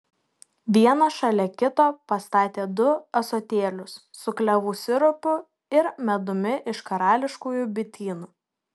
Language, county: Lithuanian, Šiauliai